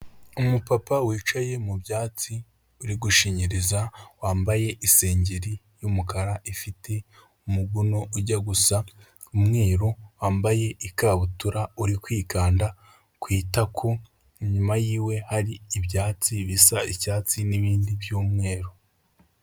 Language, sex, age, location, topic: Kinyarwanda, male, 25-35, Kigali, health